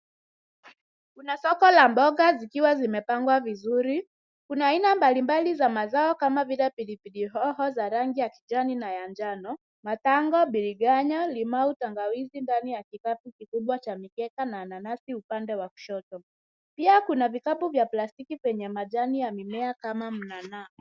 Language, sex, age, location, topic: Swahili, female, 18-24, Nairobi, finance